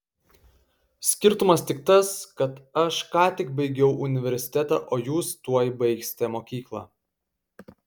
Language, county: Lithuanian, Kaunas